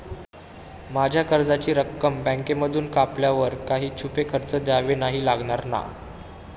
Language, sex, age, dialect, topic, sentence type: Marathi, male, 18-24, Standard Marathi, banking, question